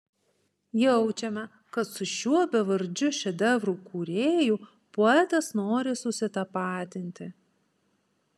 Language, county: Lithuanian, Panevėžys